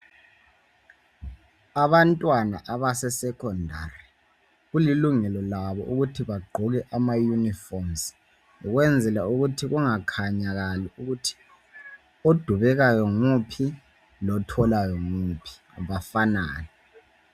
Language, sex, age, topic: North Ndebele, male, 18-24, education